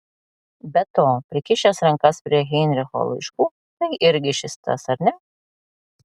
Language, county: Lithuanian, Klaipėda